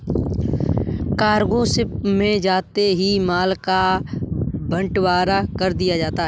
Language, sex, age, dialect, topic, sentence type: Hindi, male, 25-30, Kanauji Braj Bhasha, banking, statement